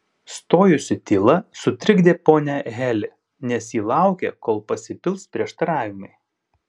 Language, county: Lithuanian, Panevėžys